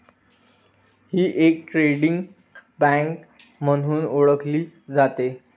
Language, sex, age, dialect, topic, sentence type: Marathi, male, 25-30, Standard Marathi, banking, statement